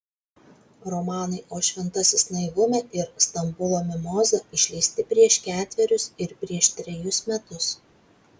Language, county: Lithuanian, Vilnius